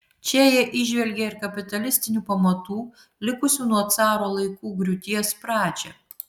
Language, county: Lithuanian, Vilnius